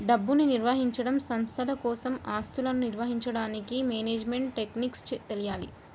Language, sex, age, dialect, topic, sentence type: Telugu, female, 18-24, Central/Coastal, banking, statement